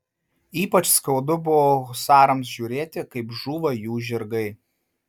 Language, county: Lithuanian, Marijampolė